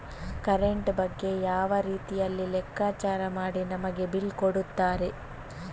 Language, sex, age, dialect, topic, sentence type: Kannada, female, 18-24, Coastal/Dakshin, banking, question